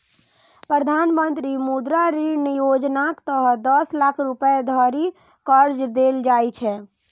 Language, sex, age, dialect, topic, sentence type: Maithili, female, 18-24, Eastern / Thethi, banking, statement